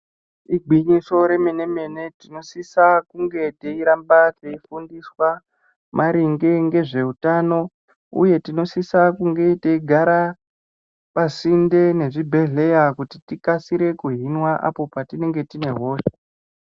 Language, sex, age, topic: Ndau, female, 36-49, health